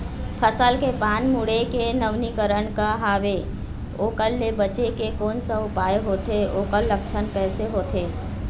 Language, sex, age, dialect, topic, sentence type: Chhattisgarhi, female, 41-45, Eastern, agriculture, question